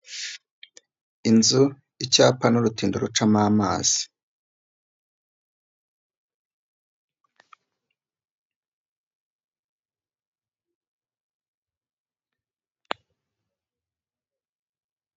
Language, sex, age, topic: Kinyarwanda, female, 50+, government